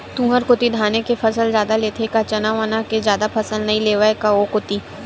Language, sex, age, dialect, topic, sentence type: Chhattisgarhi, female, 18-24, Western/Budati/Khatahi, agriculture, statement